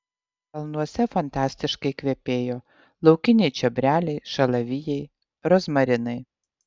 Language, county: Lithuanian, Utena